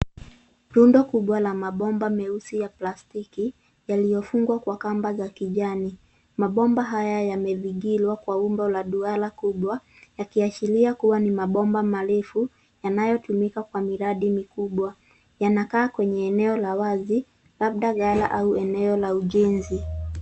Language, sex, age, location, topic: Swahili, female, 18-24, Nairobi, government